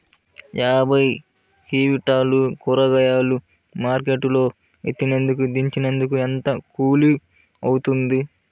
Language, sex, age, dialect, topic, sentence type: Telugu, male, 18-24, Central/Coastal, agriculture, question